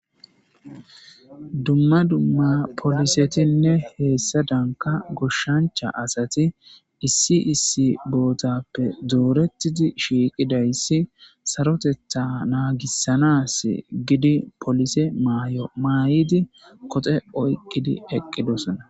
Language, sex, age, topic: Gamo, male, 18-24, government